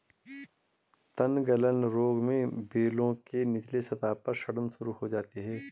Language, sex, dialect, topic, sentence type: Hindi, male, Garhwali, agriculture, statement